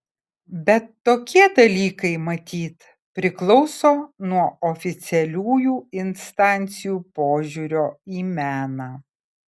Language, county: Lithuanian, Kaunas